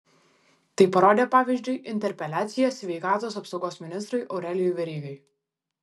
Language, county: Lithuanian, Vilnius